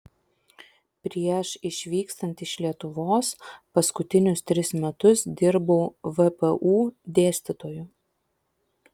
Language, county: Lithuanian, Vilnius